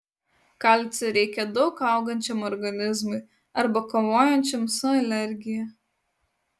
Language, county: Lithuanian, Utena